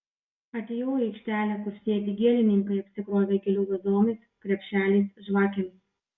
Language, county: Lithuanian, Vilnius